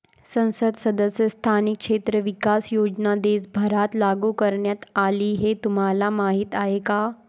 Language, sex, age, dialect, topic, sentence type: Marathi, female, 25-30, Varhadi, banking, statement